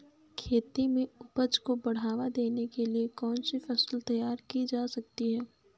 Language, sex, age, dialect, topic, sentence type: Hindi, female, 25-30, Awadhi Bundeli, agriculture, question